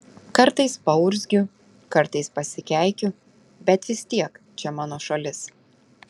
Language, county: Lithuanian, Telšiai